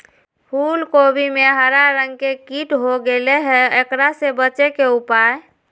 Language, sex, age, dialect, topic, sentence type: Magahi, female, 46-50, Southern, agriculture, question